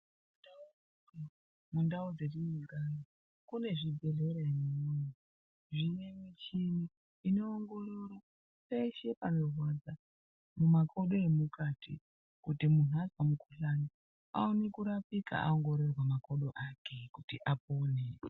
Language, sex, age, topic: Ndau, female, 36-49, health